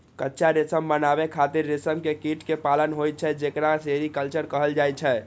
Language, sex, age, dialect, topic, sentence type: Maithili, male, 31-35, Eastern / Thethi, agriculture, statement